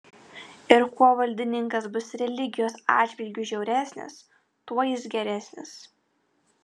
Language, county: Lithuanian, Vilnius